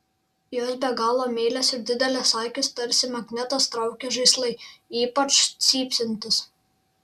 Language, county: Lithuanian, Šiauliai